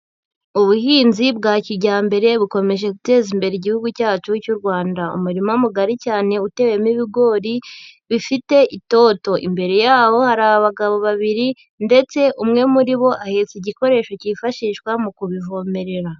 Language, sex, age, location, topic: Kinyarwanda, female, 18-24, Huye, agriculture